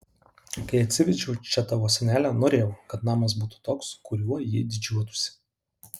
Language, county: Lithuanian, Alytus